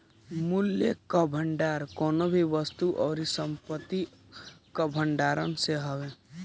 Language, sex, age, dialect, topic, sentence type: Bhojpuri, male, 18-24, Northern, banking, statement